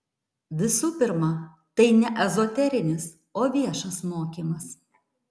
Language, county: Lithuanian, Tauragė